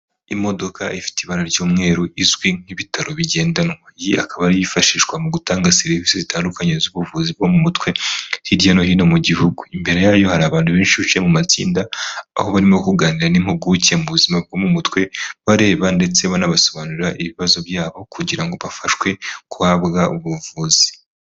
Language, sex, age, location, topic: Kinyarwanda, male, 25-35, Huye, health